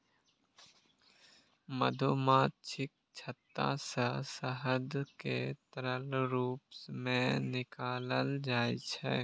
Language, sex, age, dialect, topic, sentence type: Maithili, male, 18-24, Eastern / Thethi, agriculture, statement